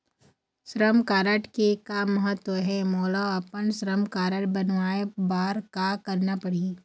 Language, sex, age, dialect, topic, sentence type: Chhattisgarhi, female, 51-55, Eastern, banking, question